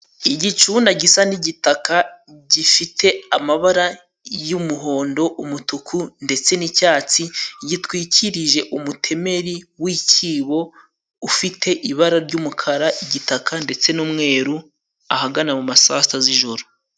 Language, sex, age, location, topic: Kinyarwanda, male, 18-24, Musanze, government